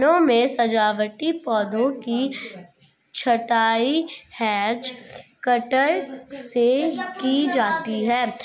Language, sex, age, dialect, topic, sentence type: Hindi, female, 51-55, Marwari Dhudhari, agriculture, statement